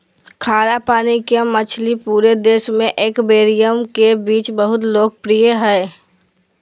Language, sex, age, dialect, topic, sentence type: Magahi, female, 18-24, Southern, agriculture, statement